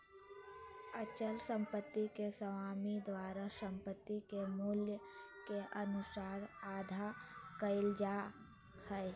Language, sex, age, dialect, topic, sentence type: Magahi, female, 25-30, Southern, banking, statement